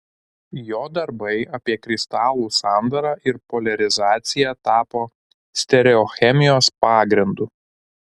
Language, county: Lithuanian, Šiauliai